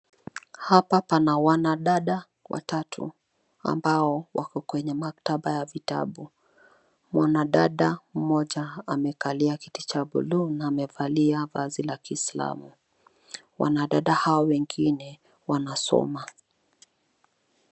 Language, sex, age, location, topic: Swahili, female, 25-35, Nairobi, education